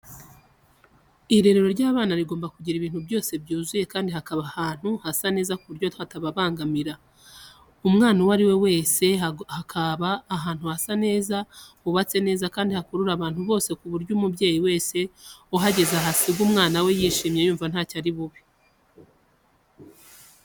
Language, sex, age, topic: Kinyarwanda, female, 25-35, education